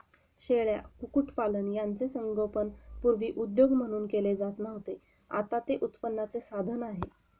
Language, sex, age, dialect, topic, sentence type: Marathi, female, 31-35, Standard Marathi, agriculture, statement